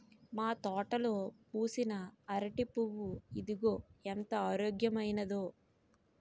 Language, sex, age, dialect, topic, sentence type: Telugu, female, 18-24, Utterandhra, agriculture, statement